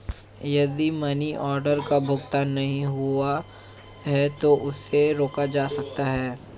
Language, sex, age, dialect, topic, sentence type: Hindi, male, 31-35, Marwari Dhudhari, banking, statement